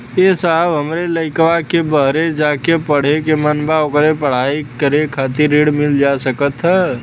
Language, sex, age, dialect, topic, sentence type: Bhojpuri, male, 18-24, Western, banking, question